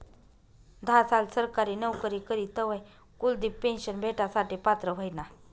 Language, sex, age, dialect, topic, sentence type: Marathi, female, 25-30, Northern Konkan, banking, statement